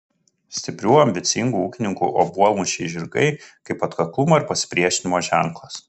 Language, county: Lithuanian, Kaunas